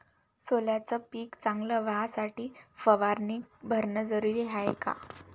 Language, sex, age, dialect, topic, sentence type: Marathi, female, 18-24, Varhadi, agriculture, question